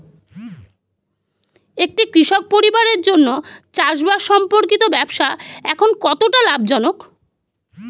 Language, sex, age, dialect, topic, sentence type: Bengali, female, 31-35, Standard Colloquial, agriculture, statement